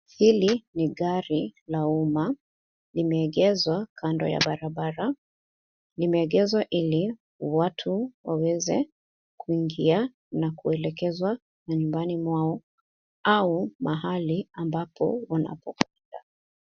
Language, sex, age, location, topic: Swahili, female, 25-35, Nairobi, government